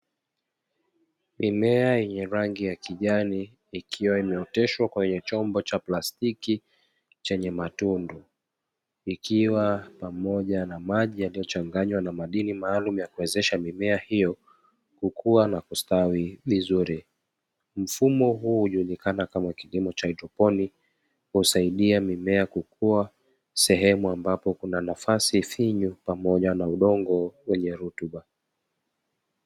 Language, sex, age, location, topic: Swahili, male, 25-35, Dar es Salaam, agriculture